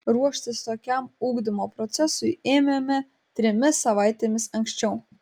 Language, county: Lithuanian, Kaunas